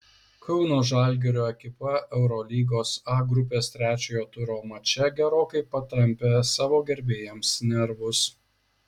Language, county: Lithuanian, Šiauliai